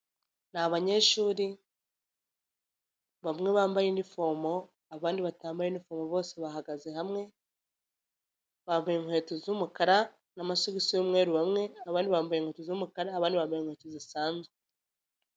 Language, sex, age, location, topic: Kinyarwanda, female, 25-35, Nyagatare, education